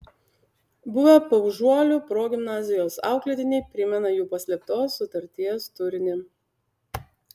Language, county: Lithuanian, Utena